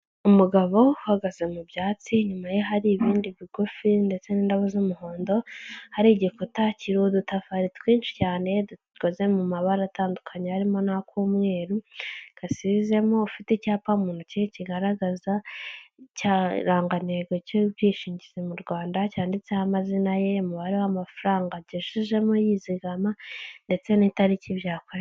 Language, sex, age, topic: Kinyarwanda, female, 25-35, finance